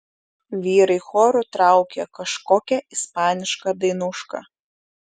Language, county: Lithuanian, Šiauliai